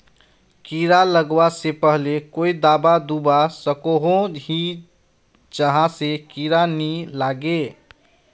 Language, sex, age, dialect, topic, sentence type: Magahi, male, 31-35, Northeastern/Surjapuri, agriculture, question